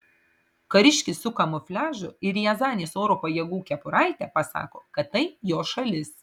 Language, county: Lithuanian, Marijampolė